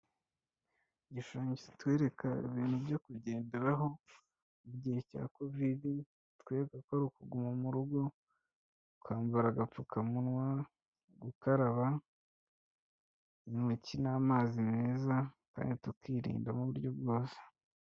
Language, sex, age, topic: Kinyarwanda, male, 25-35, health